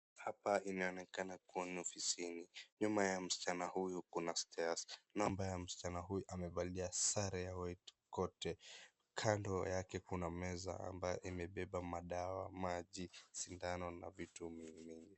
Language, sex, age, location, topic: Swahili, male, 25-35, Wajir, health